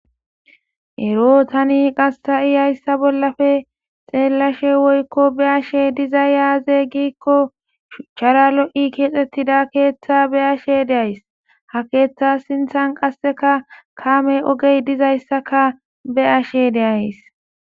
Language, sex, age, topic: Gamo, female, 25-35, government